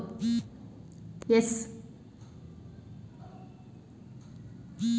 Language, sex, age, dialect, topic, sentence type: Kannada, female, 31-35, Mysore Kannada, agriculture, statement